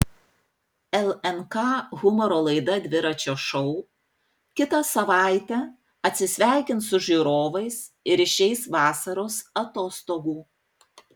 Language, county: Lithuanian, Panevėžys